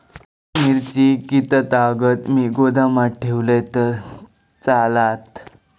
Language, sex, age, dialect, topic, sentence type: Marathi, male, 18-24, Southern Konkan, agriculture, question